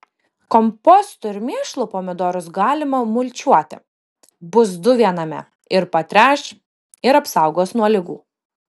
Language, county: Lithuanian, Kaunas